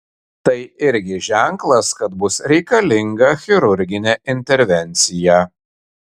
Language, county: Lithuanian, Kaunas